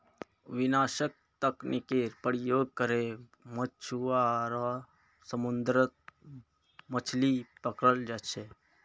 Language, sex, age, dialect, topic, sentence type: Magahi, male, 51-55, Northeastern/Surjapuri, agriculture, statement